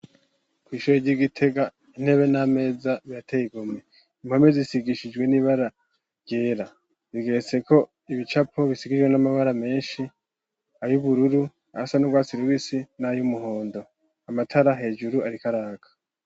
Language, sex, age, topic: Rundi, male, 18-24, education